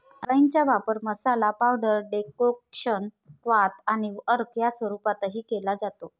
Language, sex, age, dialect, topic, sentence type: Marathi, female, 36-40, Varhadi, agriculture, statement